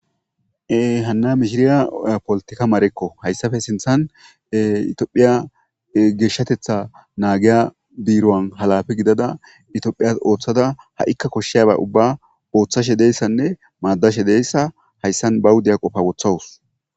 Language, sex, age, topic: Gamo, male, 25-35, government